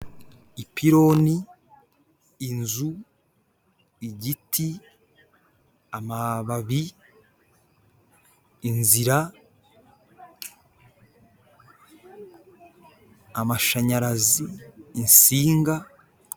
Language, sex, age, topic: Kinyarwanda, male, 18-24, government